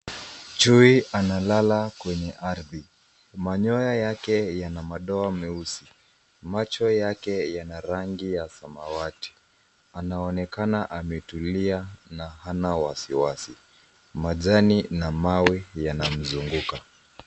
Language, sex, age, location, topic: Swahili, male, 25-35, Nairobi, government